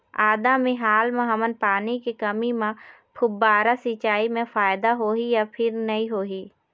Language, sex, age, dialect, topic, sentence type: Chhattisgarhi, female, 18-24, Eastern, agriculture, question